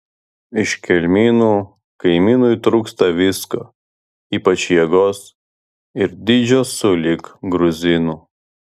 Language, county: Lithuanian, Vilnius